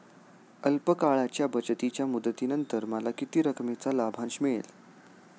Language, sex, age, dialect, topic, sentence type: Marathi, male, 18-24, Standard Marathi, banking, question